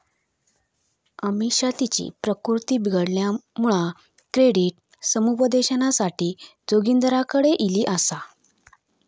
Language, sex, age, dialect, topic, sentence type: Marathi, female, 25-30, Southern Konkan, banking, statement